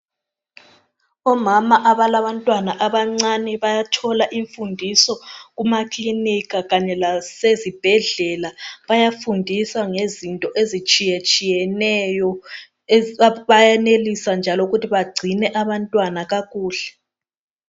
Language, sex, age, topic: North Ndebele, female, 25-35, health